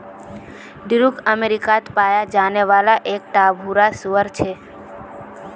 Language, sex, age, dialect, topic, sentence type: Magahi, female, 18-24, Northeastern/Surjapuri, agriculture, statement